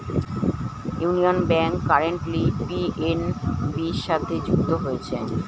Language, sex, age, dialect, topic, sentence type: Bengali, male, 36-40, Standard Colloquial, banking, statement